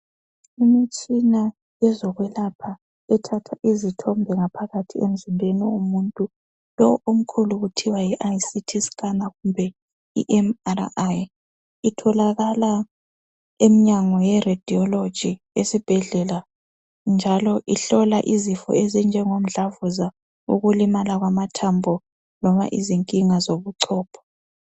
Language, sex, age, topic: North Ndebele, female, 25-35, health